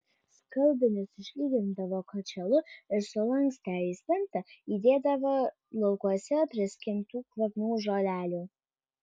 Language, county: Lithuanian, Vilnius